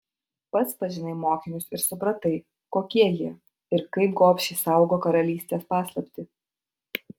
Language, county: Lithuanian, Utena